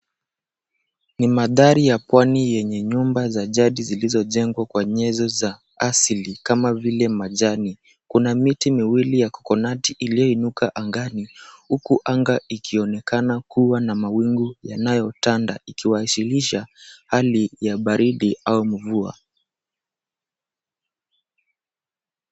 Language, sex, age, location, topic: Swahili, male, 18-24, Mombasa, agriculture